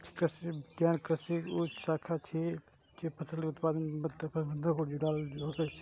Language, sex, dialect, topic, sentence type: Maithili, male, Eastern / Thethi, agriculture, statement